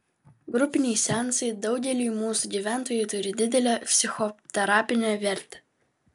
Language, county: Lithuanian, Vilnius